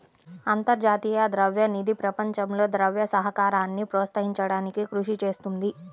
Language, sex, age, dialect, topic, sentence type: Telugu, female, 31-35, Central/Coastal, banking, statement